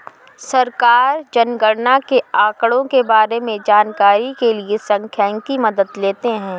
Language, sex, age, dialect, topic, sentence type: Hindi, female, 31-35, Awadhi Bundeli, banking, statement